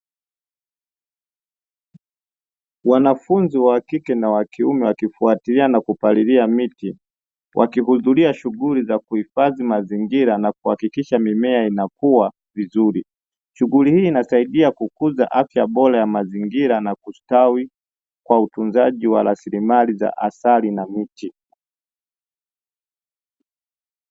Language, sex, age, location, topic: Swahili, male, 25-35, Dar es Salaam, health